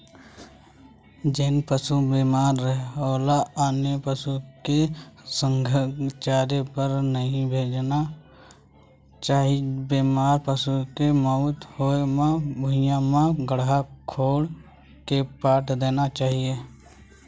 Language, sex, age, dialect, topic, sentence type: Chhattisgarhi, male, 25-30, Western/Budati/Khatahi, agriculture, statement